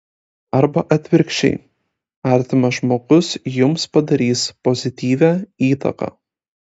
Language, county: Lithuanian, Kaunas